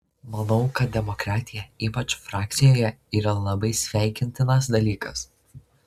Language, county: Lithuanian, Šiauliai